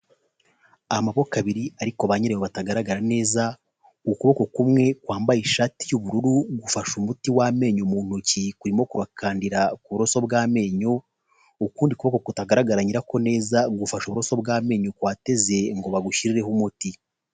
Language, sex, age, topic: Kinyarwanda, male, 25-35, health